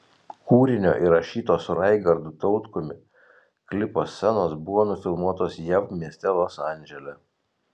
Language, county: Lithuanian, Telšiai